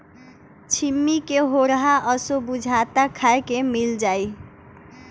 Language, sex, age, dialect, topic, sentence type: Bhojpuri, female, 18-24, Northern, agriculture, statement